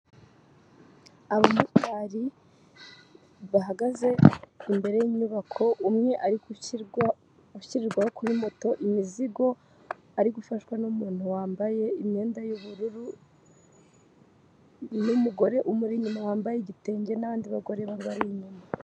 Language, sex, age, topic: Kinyarwanda, female, 18-24, government